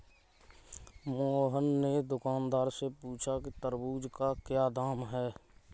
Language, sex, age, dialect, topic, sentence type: Hindi, male, 25-30, Kanauji Braj Bhasha, agriculture, statement